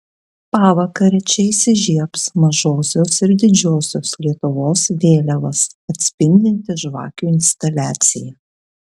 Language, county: Lithuanian, Kaunas